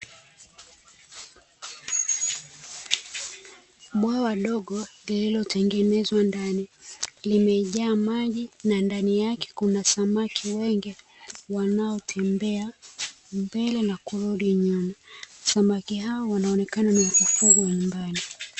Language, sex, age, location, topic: Swahili, female, 25-35, Dar es Salaam, agriculture